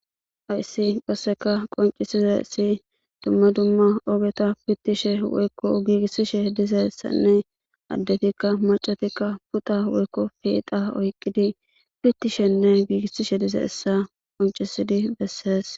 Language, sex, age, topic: Gamo, male, 18-24, government